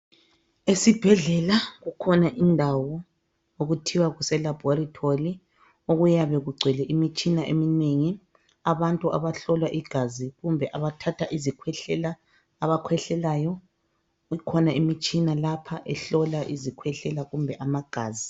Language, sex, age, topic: North Ndebele, female, 25-35, health